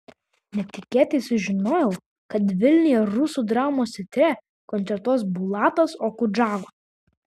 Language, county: Lithuanian, Vilnius